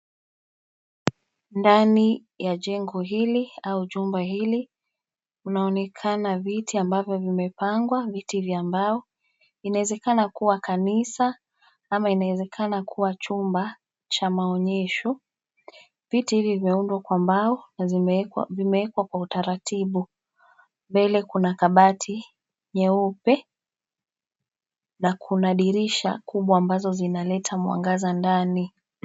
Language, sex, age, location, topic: Swahili, female, 25-35, Nairobi, education